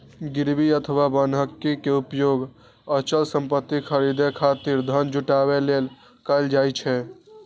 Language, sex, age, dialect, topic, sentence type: Maithili, male, 18-24, Eastern / Thethi, banking, statement